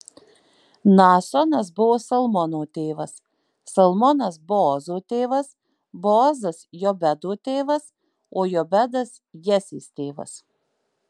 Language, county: Lithuanian, Marijampolė